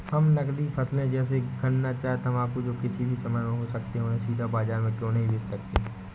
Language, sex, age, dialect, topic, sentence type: Hindi, male, 18-24, Awadhi Bundeli, agriculture, question